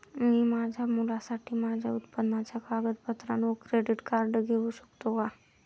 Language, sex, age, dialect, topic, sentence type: Marathi, male, 25-30, Standard Marathi, banking, question